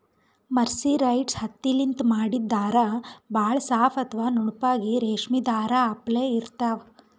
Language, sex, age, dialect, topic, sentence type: Kannada, female, 18-24, Northeastern, agriculture, statement